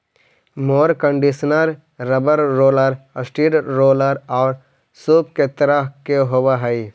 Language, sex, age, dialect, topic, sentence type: Magahi, male, 25-30, Central/Standard, banking, statement